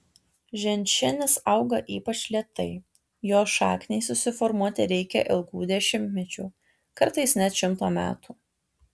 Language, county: Lithuanian, Tauragė